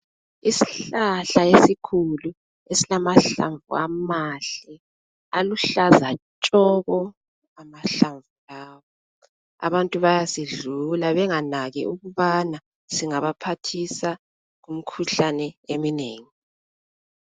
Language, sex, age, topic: North Ndebele, female, 25-35, health